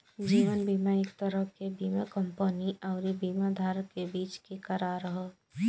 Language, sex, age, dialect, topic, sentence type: Bhojpuri, female, 18-24, Southern / Standard, banking, statement